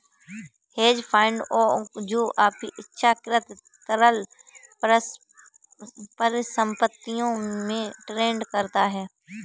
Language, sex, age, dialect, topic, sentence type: Hindi, female, 18-24, Kanauji Braj Bhasha, banking, statement